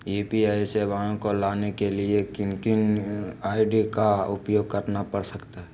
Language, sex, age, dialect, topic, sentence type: Magahi, male, 56-60, Southern, banking, question